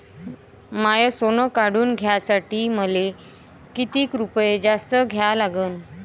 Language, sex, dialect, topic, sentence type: Marathi, female, Varhadi, banking, question